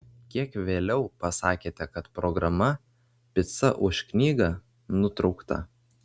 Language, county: Lithuanian, Vilnius